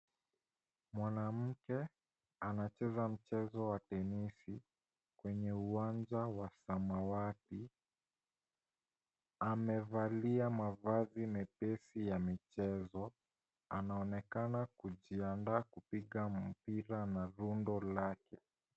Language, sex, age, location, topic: Swahili, male, 18-24, Nairobi, education